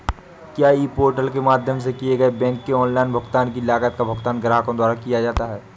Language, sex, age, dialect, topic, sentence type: Hindi, male, 18-24, Awadhi Bundeli, banking, question